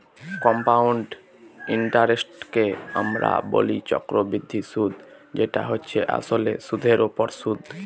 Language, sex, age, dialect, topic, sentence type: Bengali, male, <18, Northern/Varendri, banking, statement